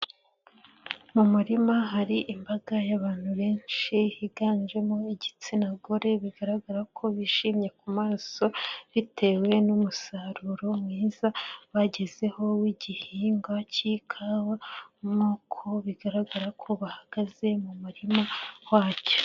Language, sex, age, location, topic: Kinyarwanda, female, 25-35, Nyagatare, agriculture